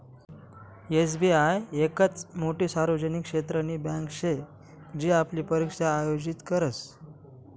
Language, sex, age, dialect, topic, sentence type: Marathi, male, 25-30, Northern Konkan, banking, statement